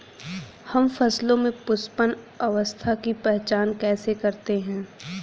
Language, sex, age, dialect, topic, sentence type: Hindi, female, 31-35, Hindustani Malvi Khadi Boli, agriculture, statement